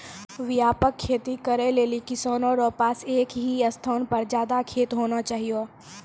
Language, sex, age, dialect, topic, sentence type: Maithili, female, 18-24, Angika, agriculture, statement